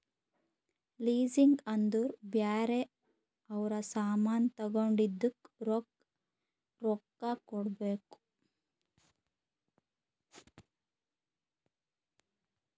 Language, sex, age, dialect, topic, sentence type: Kannada, female, 31-35, Northeastern, banking, statement